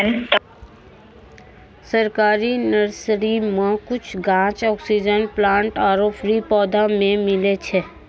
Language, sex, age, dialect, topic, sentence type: Maithili, female, 18-24, Angika, agriculture, statement